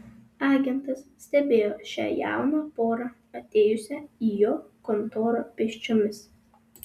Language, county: Lithuanian, Vilnius